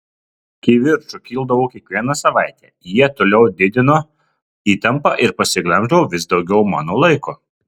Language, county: Lithuanian, Kaunas